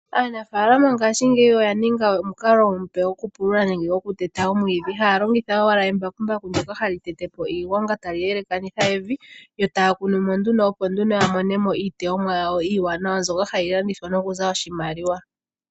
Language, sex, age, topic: Oshiwambo, female, 18-24, agriculture